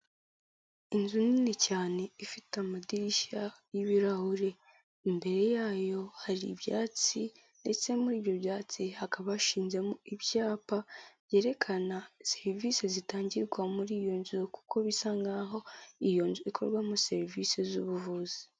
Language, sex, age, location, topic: Kinyarwanda, female, 18-24, Kigali, health